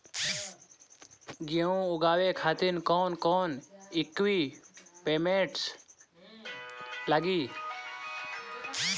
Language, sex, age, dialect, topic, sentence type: Bhojpuri, male, 25-30, Southern / Standard, agriculture, question